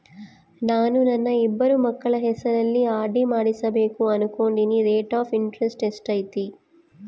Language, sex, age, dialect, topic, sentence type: Kannada, female, 25-30, Central, banking, question